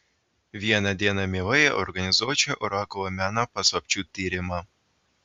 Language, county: Lithuanian, Vilnius